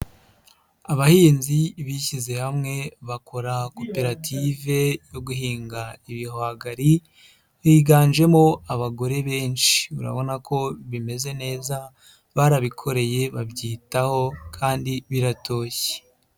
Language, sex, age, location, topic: Kinyarwanda, male, 50+, Nyagatare, agriculture